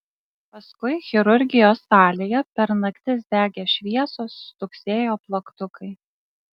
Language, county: Lithuanian, Klaipėda